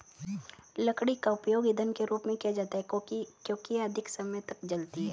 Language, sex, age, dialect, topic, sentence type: Hindi, female, 36-40, Hindustani Malvi Khadi Boli, agriculture, statement